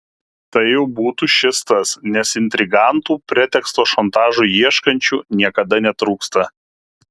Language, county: Lithuanian, Kaunas